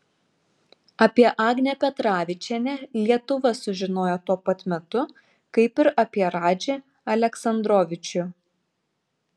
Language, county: Lithuanian, Šiauliai